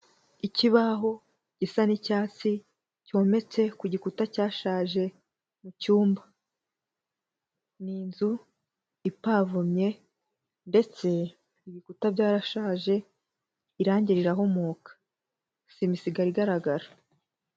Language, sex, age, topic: Kinyarwanda, female, 18-24, education